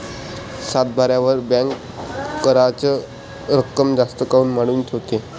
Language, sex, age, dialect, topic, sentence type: Marathi, male, 25-30, Varhadi, agriculture, question